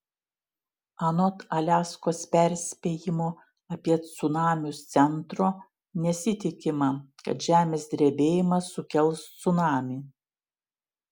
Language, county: Lithuanian, Šiauliai